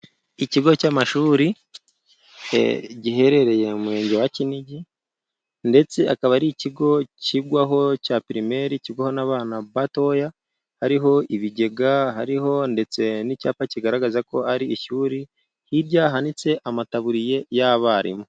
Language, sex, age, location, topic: Kinyarwanda, male, 25-35, Musanze, education